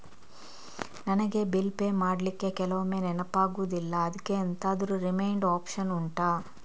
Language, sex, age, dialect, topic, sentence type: Kannada, female, 41-45, Coastal/Dakshin, banking, question